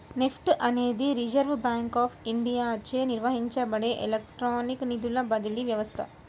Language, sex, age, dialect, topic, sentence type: Telugu, female, 18-24, Central/Coastal, banking, statement